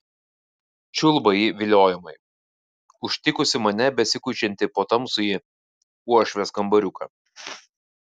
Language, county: Lithuanian, Vilnius